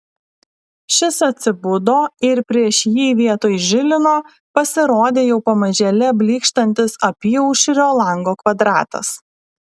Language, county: Lithuanian, Alytus